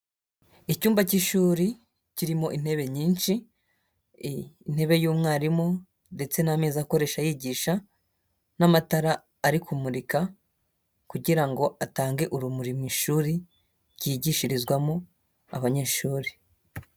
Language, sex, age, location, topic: Kinyarwanda, male, 18-24, Huye, education